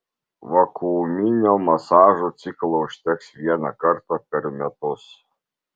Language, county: Lithuanian, Vilnius